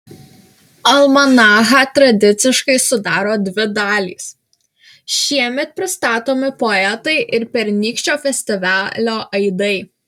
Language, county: Lithuanian, Alytus